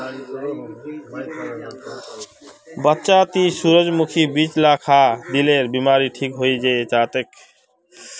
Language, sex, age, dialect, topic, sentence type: Magahi, male, 36-40, Northeastern/Surjapuri, agriculture, statement